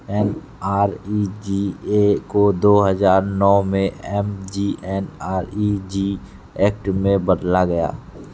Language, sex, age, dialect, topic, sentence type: Hindi, male, 46-50, Kanauji Braj Bhasha, banking, statement